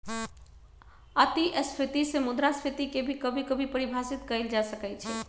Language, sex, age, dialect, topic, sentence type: Magahi, female, 56-60, Western, banking, statement